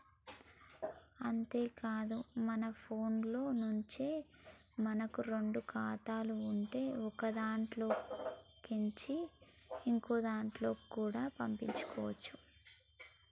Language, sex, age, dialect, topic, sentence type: Telugu, female, 18-24, Telangana, banking, statement